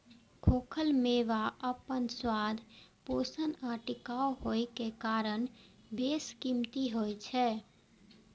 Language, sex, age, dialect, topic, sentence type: Maithili, female, 18-24, Eastern / Thethi, agriculture, statement